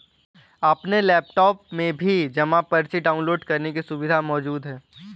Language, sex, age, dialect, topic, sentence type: Hindi, male, 18-24, Kanauji Braj Bhasha, banking, statement